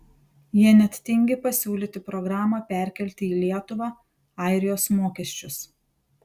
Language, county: Lithuanian, Panevėžys